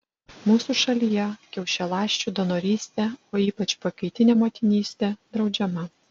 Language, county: Lithuanian, Vilnius